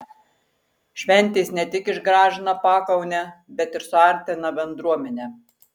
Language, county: Lithuanian, Marijampolė